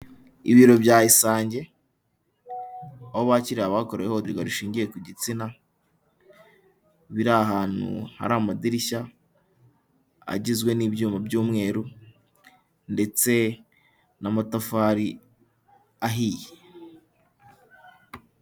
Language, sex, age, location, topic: Kinyarwanda, male, 18-24, Kigali, health